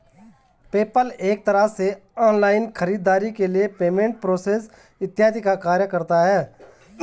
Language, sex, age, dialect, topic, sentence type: Hindi, male, 36-40, Garhwali, banking, statement